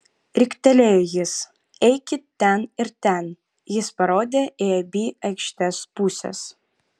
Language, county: Lithuanian, Vilnius